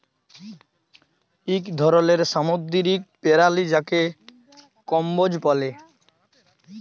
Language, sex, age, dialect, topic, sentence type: Bengali, male, 18-24, Jharkhandi, agriculture, statement